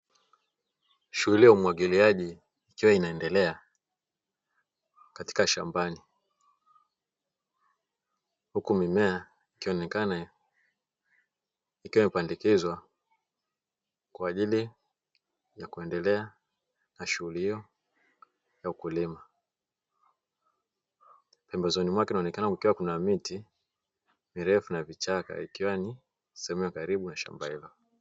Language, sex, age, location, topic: Swahili, male, 25-35, Dar es Salaam, agriculture